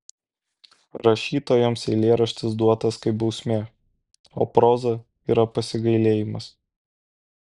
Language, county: Lithuanian, Kaunas